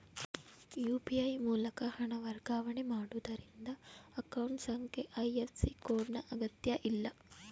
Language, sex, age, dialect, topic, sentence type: Kannada, female, 18-24, Mysore Kannada, banking, statement